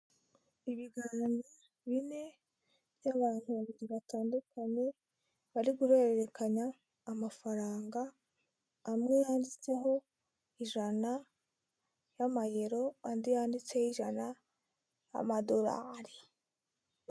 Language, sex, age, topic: Kinyarwanda, female, 25-35, finance